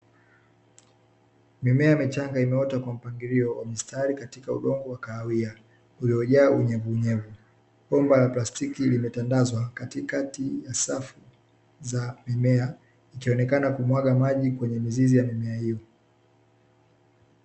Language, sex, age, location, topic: Swahili, male, 18-24, Dar es Salaam, agriculture